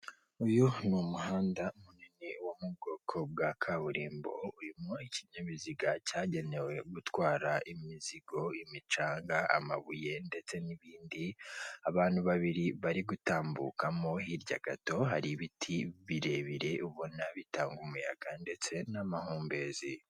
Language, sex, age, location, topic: Kinyarwanda, female, 36-49, Kigali, government